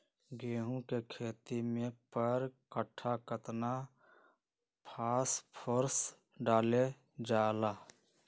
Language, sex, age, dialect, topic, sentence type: Magahi, male, 31-35, Western, agriculture, question